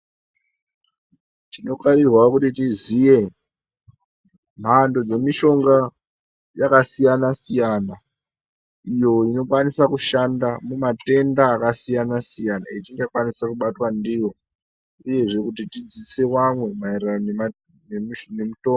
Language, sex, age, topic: Ndau, male, 18-24, health